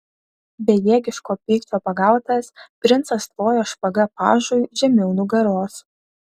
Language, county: Lithuanian, Šiauliai